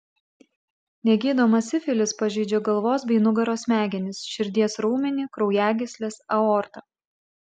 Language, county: Lithuanian, Klaipėda